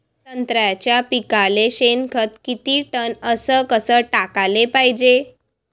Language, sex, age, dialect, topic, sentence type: Marathi, female, 18-24, Varhadi, agriculture, question